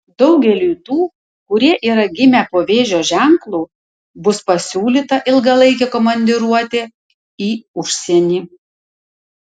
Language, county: Lithuanian, Tauragė